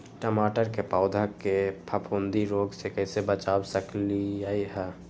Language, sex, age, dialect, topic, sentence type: Magahi, male, 18-24, Western, agriculture, question